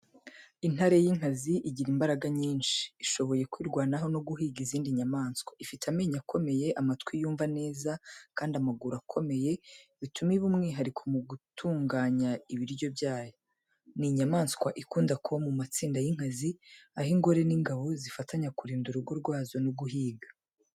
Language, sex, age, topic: Kinyarwanda, female, 25-35, education